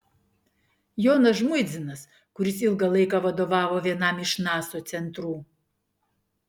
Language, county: Lithuanian, Klaipėda